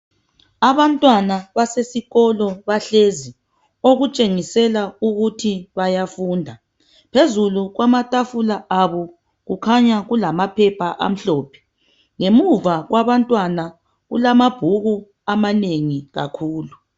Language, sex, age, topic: North Ndebele, female, 36-49, education